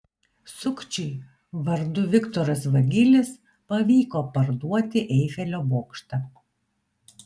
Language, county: Lithuanian, Vilnius